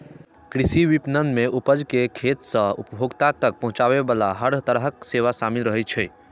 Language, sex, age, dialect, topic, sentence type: Maithili, male, 18-24, Eastern / Thethi, agriculture, statement